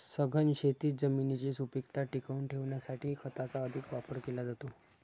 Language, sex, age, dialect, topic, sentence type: Marathi, male, 51-55, Standard Marathi, agriculture, statement